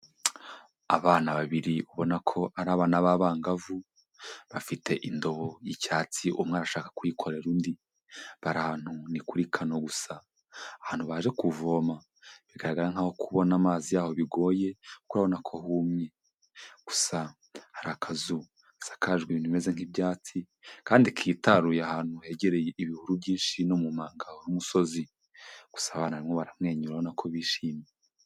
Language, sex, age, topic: Kinyarwanda, male, 25-35, health